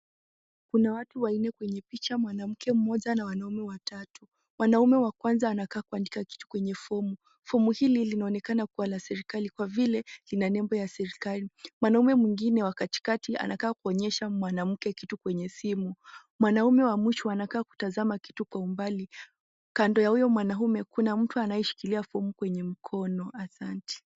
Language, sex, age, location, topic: Swahili, female, 18-24, Kisii, government